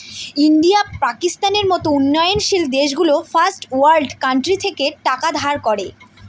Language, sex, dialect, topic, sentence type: Bengali, female, Northern/Varendri, banking, statement